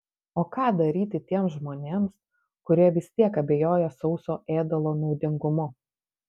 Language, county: Lithuanian, Panevėžys